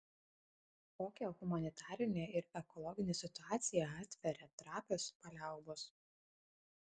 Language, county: Lithuanian, Kaunas